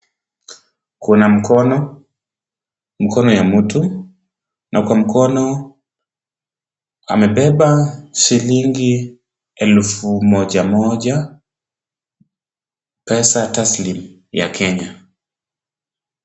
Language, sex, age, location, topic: Swahili, male, 25-35, Kisumu, finance